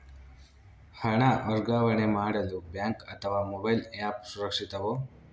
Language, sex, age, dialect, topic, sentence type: Kannada, male, 41-45, Central, banking, question